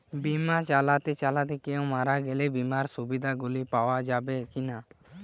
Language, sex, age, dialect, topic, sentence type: Bengali, male, <18, Western, banking, question